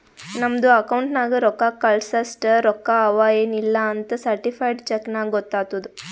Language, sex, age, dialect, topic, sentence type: Kannada, female, 18-24, Northeastern, banking, statement